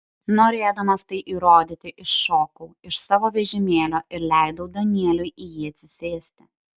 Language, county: Lithuanian, Šiauliai